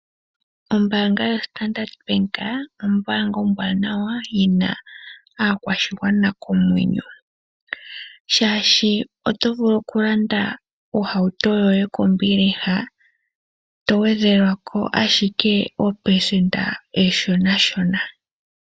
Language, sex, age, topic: Oshiwambo, female, 18-24, finance